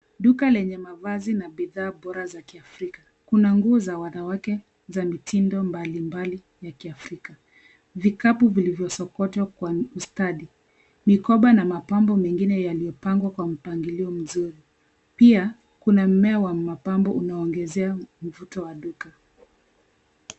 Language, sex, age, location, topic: Swahili, female, 25-35, Nairobi, finance